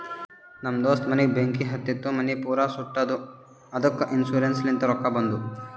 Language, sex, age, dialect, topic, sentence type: Kannada, male, 18-24, Northeastern, banking, statement